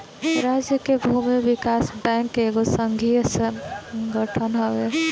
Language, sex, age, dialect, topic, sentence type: Bhojpuri, female, 18-24, Northern, banking, statement